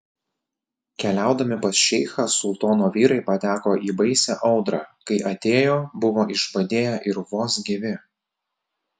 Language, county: Lithuanian, Telšiai